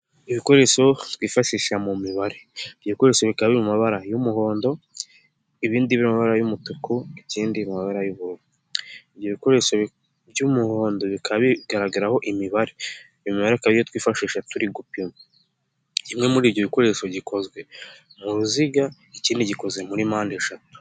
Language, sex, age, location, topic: Kinyarwanda, male, 18-24, Nyagatare, education